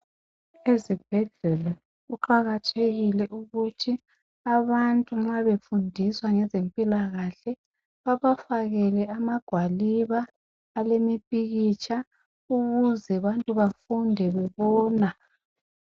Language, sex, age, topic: North Ndebele, male, 50+, health